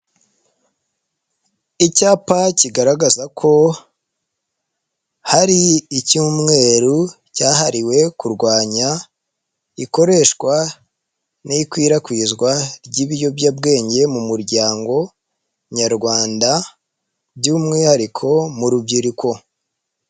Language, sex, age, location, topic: Kinyarwanda, male, 25-35, Nyagatare, health